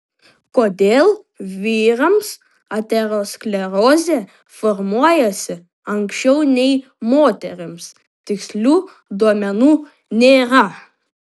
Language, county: Lithuanian, Panevėžys